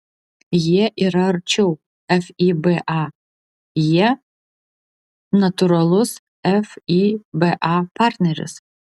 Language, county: Lithuanian, Vilnius